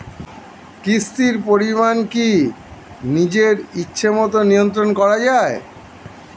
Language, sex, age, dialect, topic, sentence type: Bengali, male, 51-55, Standard Colloquial, banking, question